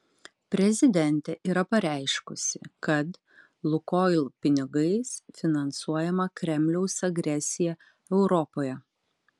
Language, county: Lithuanian, Utena